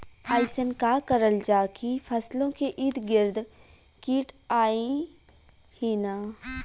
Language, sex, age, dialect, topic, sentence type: Bhojpuri, female, 18-24, Western, agriculture, question